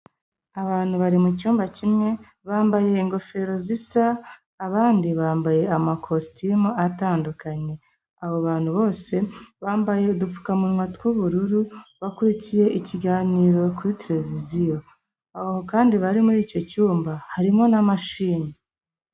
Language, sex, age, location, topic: Kinyarwanda, female, 25-35, Kigali, health